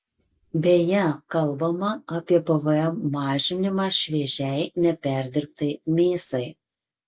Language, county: Lithuanian, Marijampolė